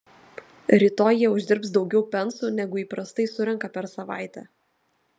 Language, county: Lithuanian, Telšiai